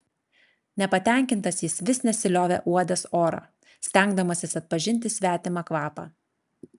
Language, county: Lithuanian, Klaipėda